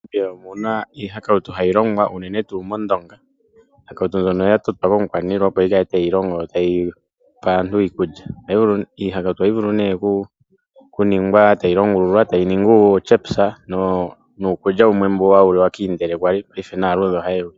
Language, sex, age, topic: Oshiwambo, male, 25-35, finance